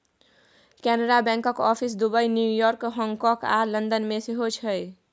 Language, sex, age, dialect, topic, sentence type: Maithili, female, 18-24, Bajjika, banking, statement